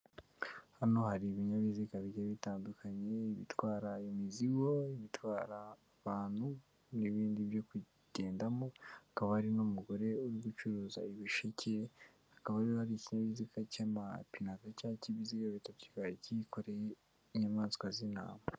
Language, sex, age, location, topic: Kinyarwanda, female, 18-24, Kigali, government